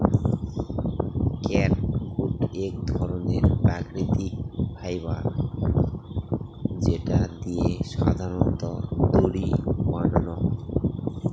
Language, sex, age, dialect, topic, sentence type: Bengali, male, 31-35, Northern/Varendri, agriculture, statement